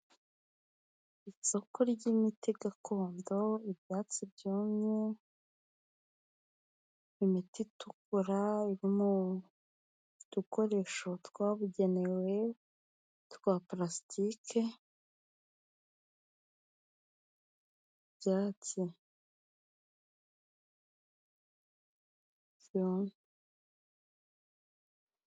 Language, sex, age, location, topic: Kinyarwanda, female, 25-35, Kigali, health